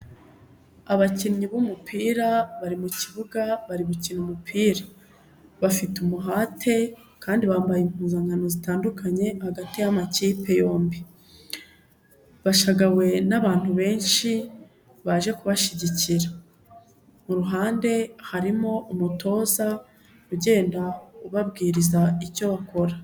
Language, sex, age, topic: Kinyarwanda, female, 25-35, government